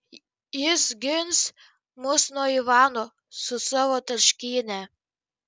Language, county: Lithuanian, Kaunas